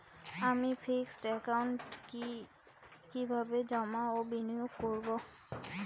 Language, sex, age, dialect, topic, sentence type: Bengali, female, 18-24, Rajbangshi, banking, question